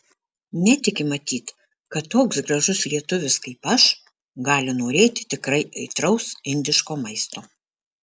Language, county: Lithuanian, Alytus